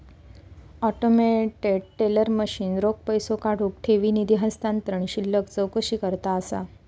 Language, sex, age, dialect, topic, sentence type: Marathi, female, 25-30, Southern Konkan, banking, statement